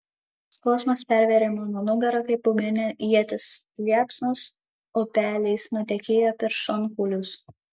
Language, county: Lithuanian, Kaunas